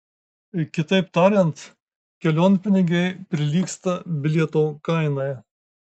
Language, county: Lithuanian, Marijampolė